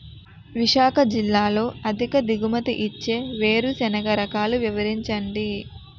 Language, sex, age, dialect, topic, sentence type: Telugu, female, 18-24, Utterandhra, agriculture, question